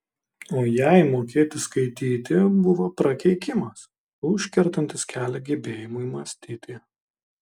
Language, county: Lithuanian, Kaunas